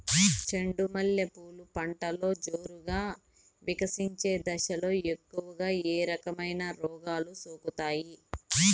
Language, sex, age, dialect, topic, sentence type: Telugu, female, 36-40, Southern, agriculture, question